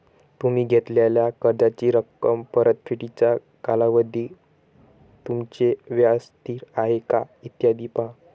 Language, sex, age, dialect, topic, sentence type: Marathi, male, 25-30, Varhadi, banking, statement